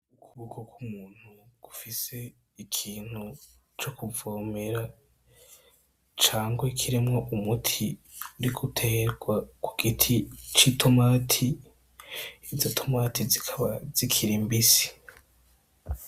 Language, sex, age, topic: Rundi, male, 18-24, agriculture